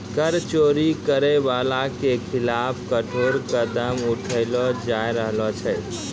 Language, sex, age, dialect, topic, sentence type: Maithili, male, 31-35, Angika, banking, statement